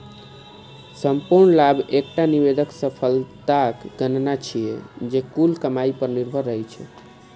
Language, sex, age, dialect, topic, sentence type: Maithili, male, 25-30, Eastern / Thethi, banking, statement